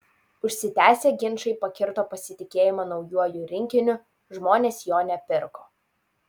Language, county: Lithuanian, Utena